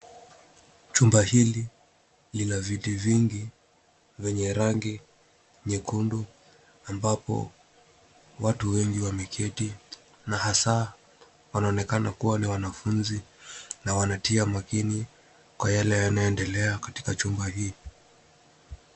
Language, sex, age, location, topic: Swahili, male, 18-24, Nairobi, education